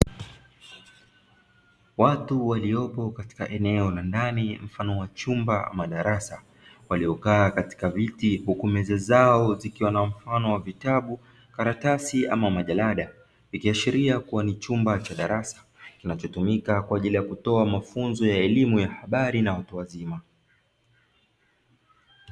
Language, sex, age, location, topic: Swahili, male, 25-35, Dar es Salaam, education